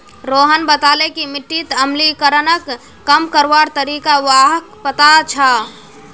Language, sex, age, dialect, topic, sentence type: Magahi, female, 41-45, Northeastern/Surjapuri, agriculture, statement